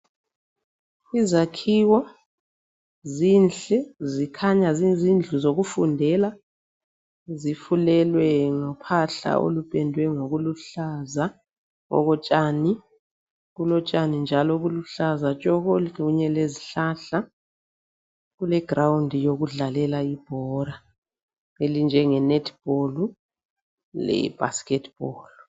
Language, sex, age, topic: North Ndebele, female, 36-49, education